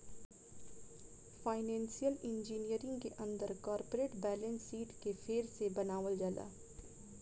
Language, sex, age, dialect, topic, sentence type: Bhojpuri, female, 25-30, Southern / Standard, banking, statement